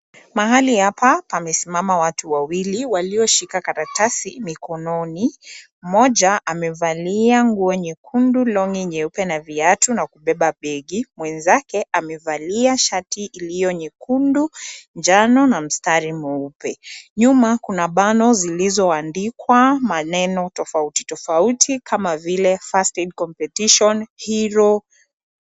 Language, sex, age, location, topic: Swahili, female, 25-35, Nairobi, health